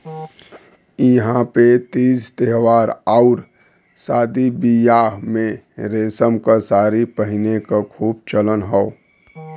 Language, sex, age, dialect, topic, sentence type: Bhojpuri, male, 36-40, Western, agriculture, statement